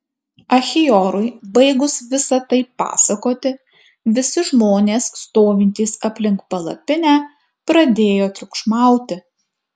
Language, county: Lithuanian, Kaunas